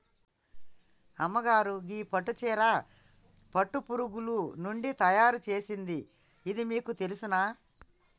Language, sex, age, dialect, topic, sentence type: Telugu, female, 25-30, Telangana, agriculture, statement